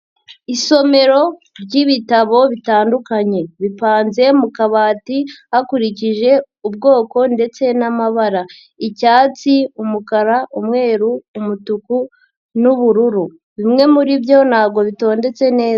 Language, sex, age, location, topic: Kinyarwanda, female, 50+, Nyagatare, education